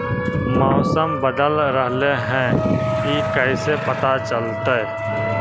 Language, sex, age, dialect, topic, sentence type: Magahi, male, 18-24, Central/Standard, agriculture, question